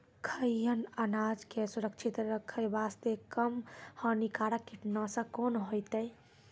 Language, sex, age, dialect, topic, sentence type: Maithili, female, 18-24, Angika, agriculture, question